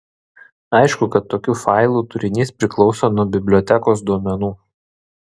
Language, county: Lithuanian, Vilnius